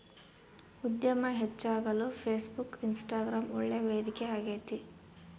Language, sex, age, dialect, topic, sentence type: Kannada, female, 18-24, Central, banking, statement